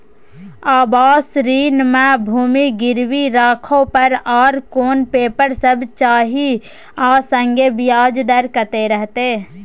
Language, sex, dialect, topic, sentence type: Maithili, female, Bajjika, banking, question